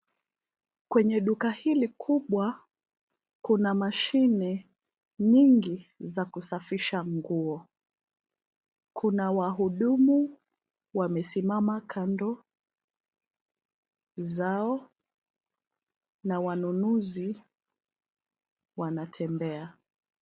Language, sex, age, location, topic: Swahili, female, 25-35, Nairobi, finance